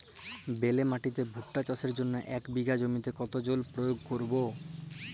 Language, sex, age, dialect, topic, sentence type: Bengali, male, 18-24, Jharkhandi, agriculture, question